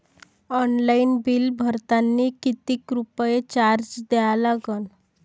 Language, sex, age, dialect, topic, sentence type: Marathi, female, 18-24, Varhadi, banking, question